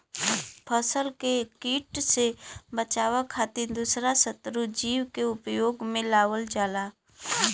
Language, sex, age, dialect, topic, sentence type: Bhojpuri, female, 25-30, Western, agriculture, statement